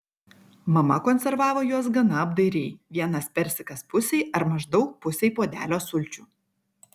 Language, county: Lithuanian, Kaunas